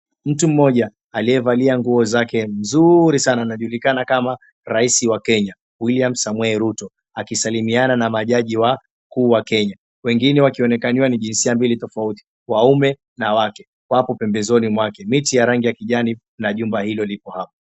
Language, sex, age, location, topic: Swahili, male, 25-35, Mombasa, government